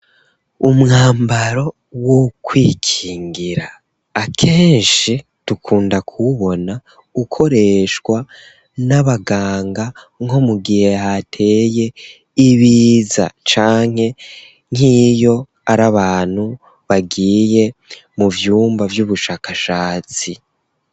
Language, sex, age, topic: Rundi, female, 25-35, education